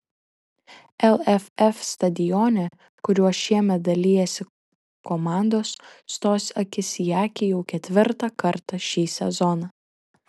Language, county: Lithuanian, Šiauliai